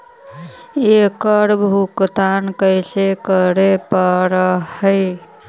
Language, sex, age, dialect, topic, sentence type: Magahi, female, 25-30, Central/Standard, banking, question